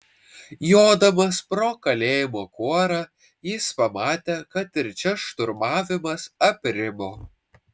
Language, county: Lithuanian, Vilnius